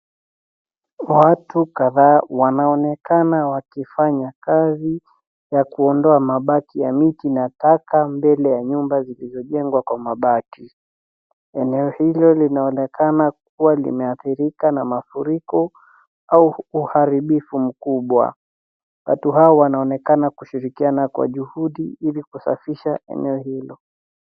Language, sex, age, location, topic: Swahili, female, 18-24, Nairobi, government